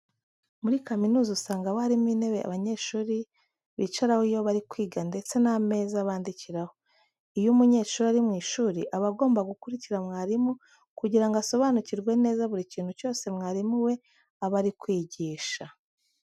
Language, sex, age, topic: Kinyarwanda, female, 25-35, education